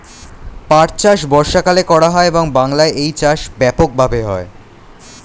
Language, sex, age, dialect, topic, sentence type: Bengali, male, 18-24, Standard Colloquial, agriculture, statement